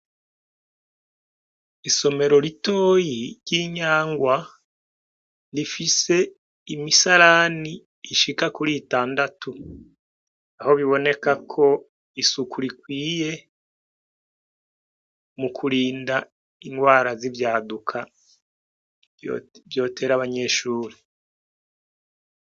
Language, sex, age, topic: Rundi, male, 36-49, education